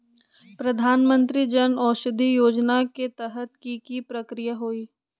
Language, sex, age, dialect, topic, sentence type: Magahi, female, 25-30, Western, banking, question